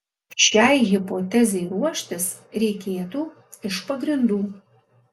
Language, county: Lithuanian, Alytus